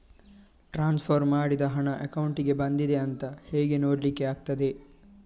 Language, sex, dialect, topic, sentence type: Kannada, male, Coastal/Dakshin, banking, question